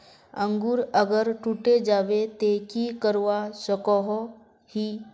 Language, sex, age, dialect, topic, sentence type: Magahi, female, 31-35, Northeastern/Surjapuri, agriculture, question